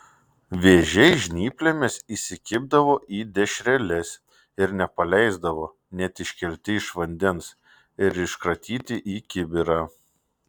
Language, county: Lithuanian, Šiauliai